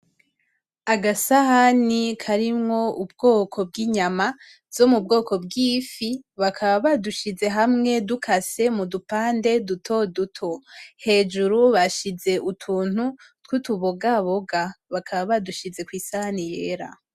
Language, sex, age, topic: Rundi, female, 18-24, agriculture